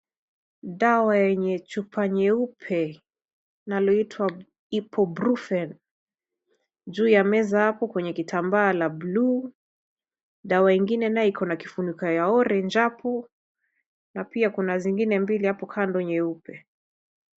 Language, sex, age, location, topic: Swahili, female, 25-35, Kisumu, health